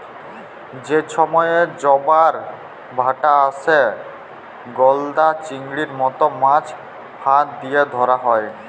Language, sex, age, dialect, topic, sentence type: Bengali, male, 18-24, Jharkhandi, agriculture, statement